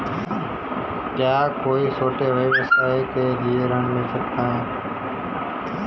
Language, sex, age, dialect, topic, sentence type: Hindi, male, 25-30, Marwari Dhudhari, banking, question